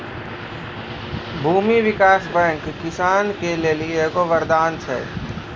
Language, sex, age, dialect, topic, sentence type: Maithili, male, 18-24, Angika, banking, statement